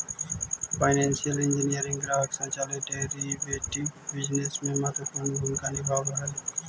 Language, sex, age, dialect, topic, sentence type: Magahi, male, 18-24, Central/Standard, agriculture, statement